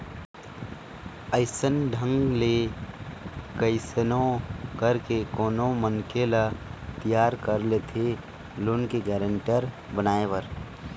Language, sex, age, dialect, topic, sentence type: Chhattisgarhi, male, 25-30, Eastern, banking, statement